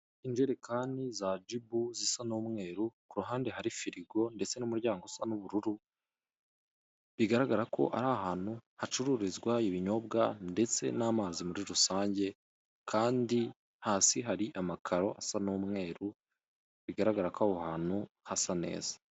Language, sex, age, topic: Kinyarwanda, male, 25-35, finance